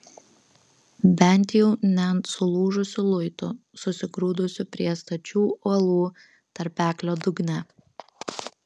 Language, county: Lithuanian, Kaunas